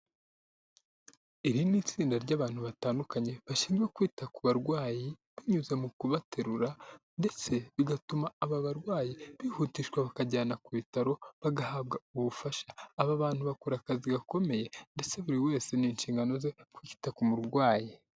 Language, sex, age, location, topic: Kinyarwanda, male, 18-24, Huye, health